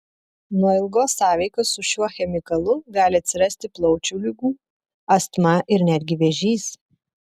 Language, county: Lithuanian, Telšiai